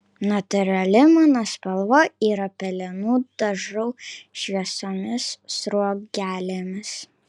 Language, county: Lithuanian, Kaunas